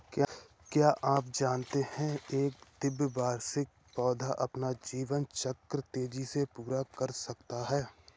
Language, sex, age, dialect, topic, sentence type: Hindi, male, 18-24, Awadhi Bundeli, agriculture, statement